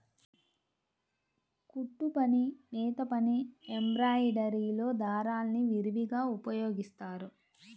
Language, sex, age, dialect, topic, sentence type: Telugu, female, 25-30, Central/Coastal, agriculture, statement